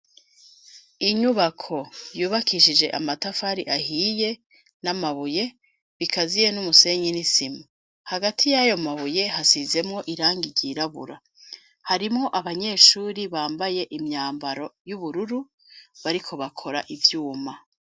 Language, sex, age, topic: Rundi, female, 36-49, education